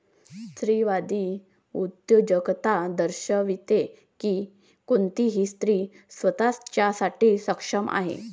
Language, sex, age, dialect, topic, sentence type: Marathi, female, 60-100, Varhadi, banking, statement